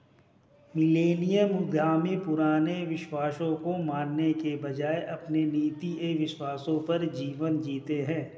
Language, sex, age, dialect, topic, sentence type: Hindi, male, 36-40, Hindustani Malvi Khadi Boli, banking, statement